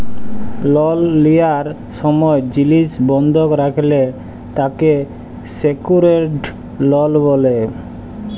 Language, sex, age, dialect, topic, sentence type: Bengali, male, 25-30, Jharkhandi, banking, statement